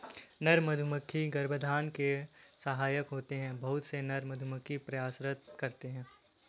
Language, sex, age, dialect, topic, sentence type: Hindi, male, 18-24, Kanauji Braj Bhasha, agriculture, statement